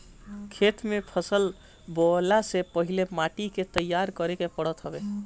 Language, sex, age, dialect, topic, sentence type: Bhojpuri, male, 25-30, Northern, agriculture, statement